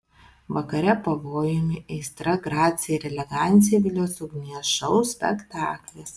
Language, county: Lithuanian, Vilnius